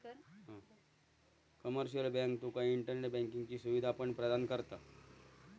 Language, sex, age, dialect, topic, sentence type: Marathi, male, 31-35, Southern Konkan, banking, statement